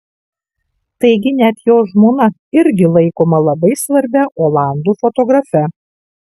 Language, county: Lithuanian, Kaunas